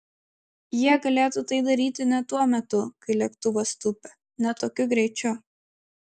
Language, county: Lithuanian, Klaipėda